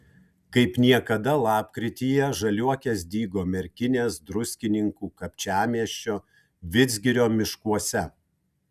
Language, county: Lithuanian, Kaunas